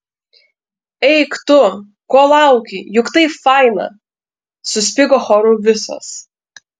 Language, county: Lithuanian, Panevėžys